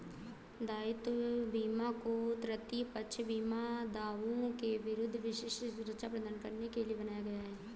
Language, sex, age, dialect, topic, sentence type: Hindi, female, 25-30, Awadhi Bundeli, banking, statement